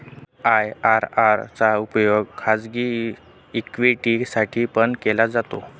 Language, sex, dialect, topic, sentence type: Marathi, male, Northern Konkan, banking, statement